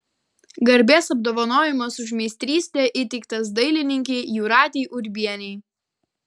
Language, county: Lithuanian, Kaunas